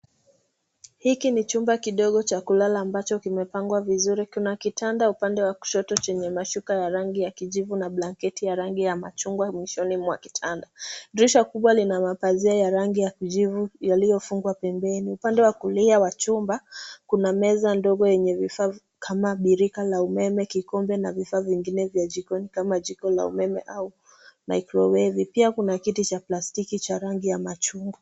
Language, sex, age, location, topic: Swahili, female, 18-24, Nairobi, education